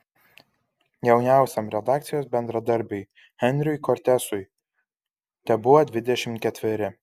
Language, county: Lithuanian, Kaunas